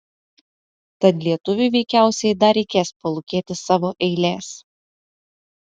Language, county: Lithuanian, Utena